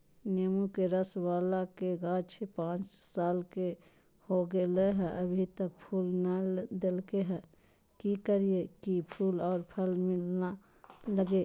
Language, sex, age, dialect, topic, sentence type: Magahi, female, 25-30, Southern, agriculture, question